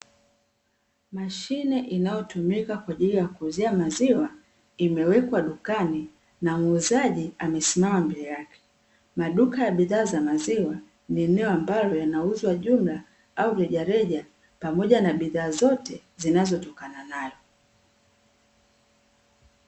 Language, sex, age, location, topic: Swahili, female, 36-49, Dar es Salaam, finance